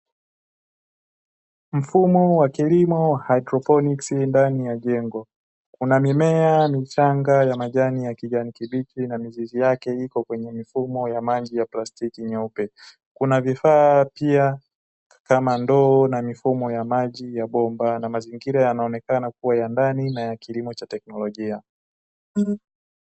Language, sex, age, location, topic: Swahili, male, 18-24, Dar es Salaam, agriculture